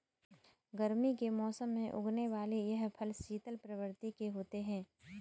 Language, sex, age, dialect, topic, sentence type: Hindi, female, 18-24, Kanauji Braj Bhasha, agriculture, statement